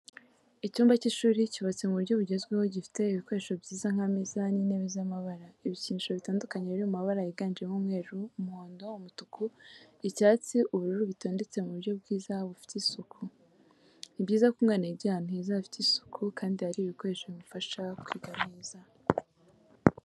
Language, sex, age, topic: Kinyarwanda, female, 18-24, education